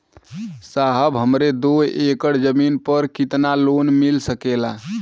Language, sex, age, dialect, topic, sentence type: Bhojpuri, male, 18-24, Western, banking, question